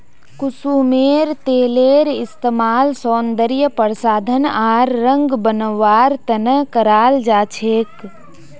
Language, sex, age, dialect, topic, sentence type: Magahi, female, 18-24, Northeastern/Surjapuri, agriculture, statement